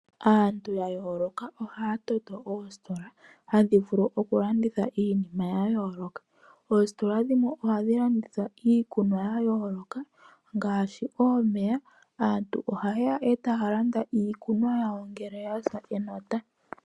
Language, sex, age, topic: Oshiwambo, female, 18-24, finance